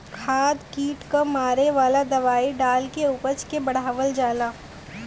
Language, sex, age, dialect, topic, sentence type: Bhojpuri, female, 18-24, Western, agriculture, statement